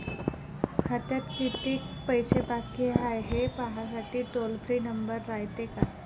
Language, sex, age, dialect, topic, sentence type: Marathi, female, 18-24, Varhadi, banking, question